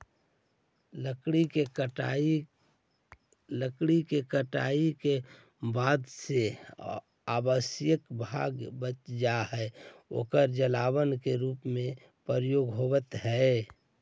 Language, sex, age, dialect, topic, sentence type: Magahi, male, 41-45, Central/Standard, banking, statement